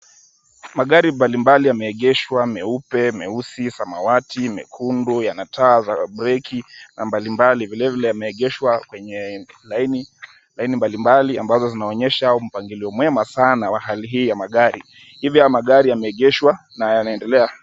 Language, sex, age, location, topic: Swahili, male, 25-35, Kisumu, finance